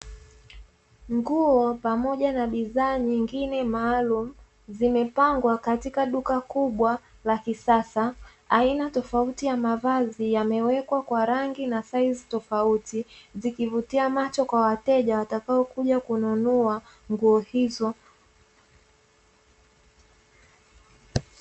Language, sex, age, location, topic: Swahili, female, 18-24, Dar es Salaam, finance